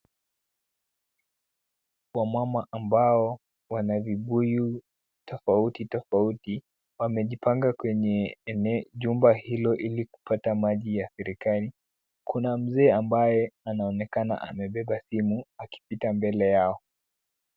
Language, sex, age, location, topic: Swahili, male, 18-24, Kisumu, health